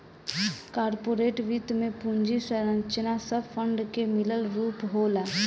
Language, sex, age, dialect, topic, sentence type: Bhojpuri, female, 18-24, Northern, banking, statement